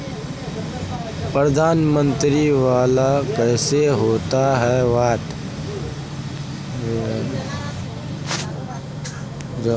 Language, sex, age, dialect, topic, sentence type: Magahi, female, 18-24, Central/Standard, banking, question